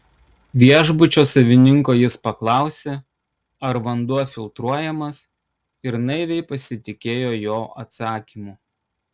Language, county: Lithuanian, Kaunas